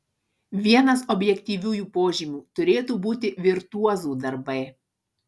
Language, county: Lithuanian, Marijampolė